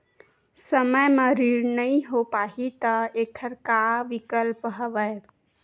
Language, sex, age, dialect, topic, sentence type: Chhattisgarhi, female, 31-35, Western/Budati/Khatahi, banking, question